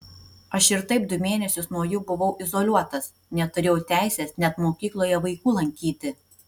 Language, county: Lithuanian, Tauragė